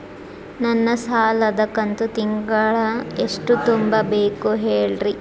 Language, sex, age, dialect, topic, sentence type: Kannada, female, 25-30, Dharwad Kannada, banking, question